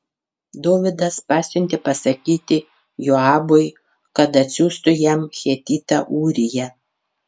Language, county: Lithuanian, Panevėžys